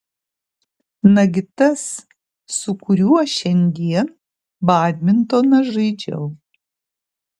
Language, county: Lithuanian, Kaunas